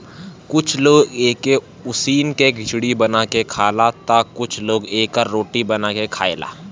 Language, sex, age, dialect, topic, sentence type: Bhojpuri, male, <18, Northern, agriculture, statement